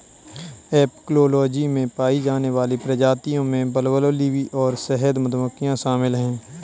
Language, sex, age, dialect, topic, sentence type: Hindi, male, 25-30, Kanauji Braj Bhasha, agriculture, statement